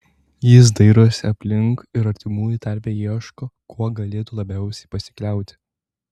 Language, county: Lithuanian, Tauragė